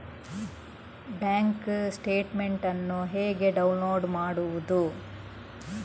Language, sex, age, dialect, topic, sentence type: Kannada, female, 18-24, Coastal/Dakshin, banking, question